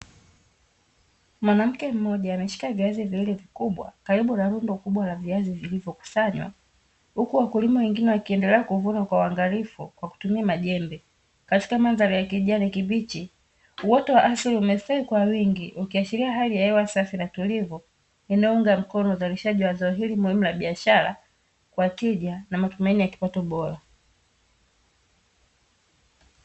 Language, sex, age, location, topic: Swahili, female, 25-35, Dar es Salaam, agriculture